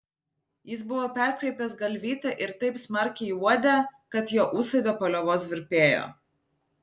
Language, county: Lithuanian, Vilnius